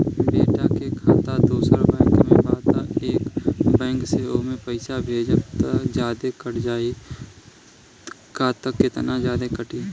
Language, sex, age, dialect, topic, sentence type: Bhojpuri, male, 18-24, Southern / Standard, banking, question